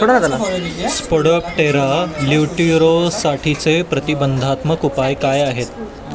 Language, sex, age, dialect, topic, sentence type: Marathi, male, 18-24, Standard Marathi, agriculture, question